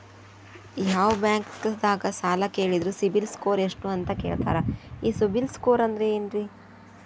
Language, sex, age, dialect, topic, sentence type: Kannada, female, 25-30, Dharwad Kannada, banking, question